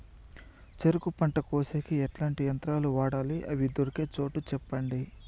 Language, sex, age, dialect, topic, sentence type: Telugu, male, 25-30, Southern, agriculture, question